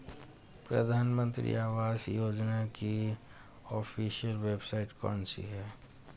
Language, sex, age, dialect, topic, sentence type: Hindi, male, 18-24, Hindustani Malvi Khadi Boli, banking, question